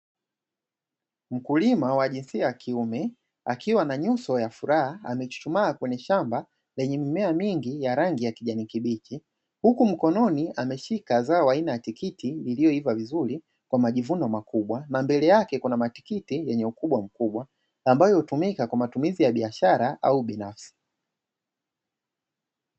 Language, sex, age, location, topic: Swahili, male, 25-35, Dar es Salaam, agriculture